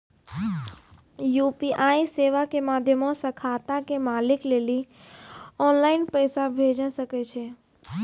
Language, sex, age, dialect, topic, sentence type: Maithili, female, 25-30, Angika, banking, statement